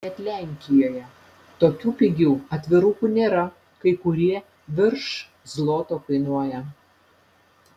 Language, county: Lithuanian, Panevėžys